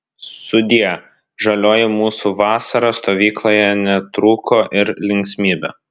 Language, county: Lithuanian, Vilnius